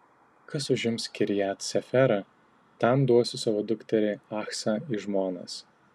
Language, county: Lithuanian, Tauragė